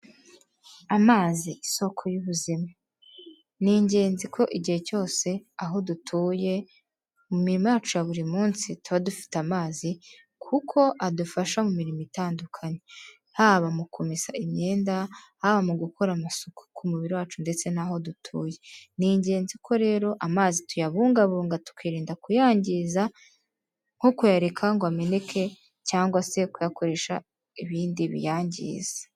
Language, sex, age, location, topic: Kinyarwanda, female, 18-24, Kigali, health